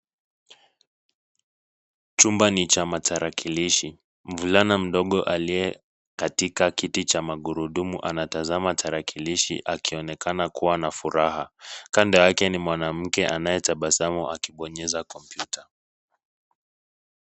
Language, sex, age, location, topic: Swahili, male, 25-35, Nairobi, education